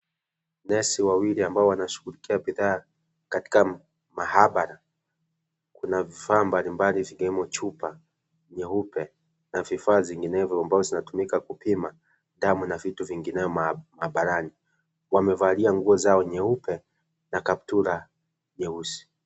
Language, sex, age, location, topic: Swahili, male, 25-35, Kisii, health